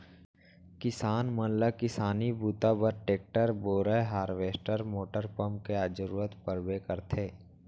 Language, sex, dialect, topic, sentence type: Chhattisgarhi, male, Central, banking, statement